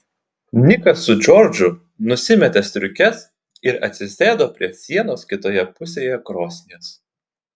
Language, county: Lithuanian, Klaipėda